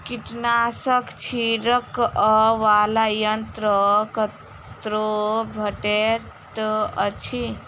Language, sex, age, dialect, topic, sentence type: Maithili, female, 18-24, Southern/Standard, agriculture, statement